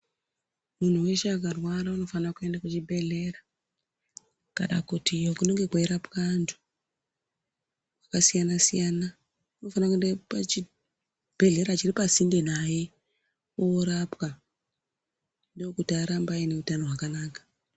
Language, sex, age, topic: Ndau, female, 36-49, health